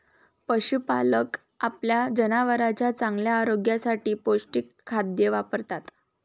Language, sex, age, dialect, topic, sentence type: Marathi, female, 18-24, Varhadi, agriculture, statement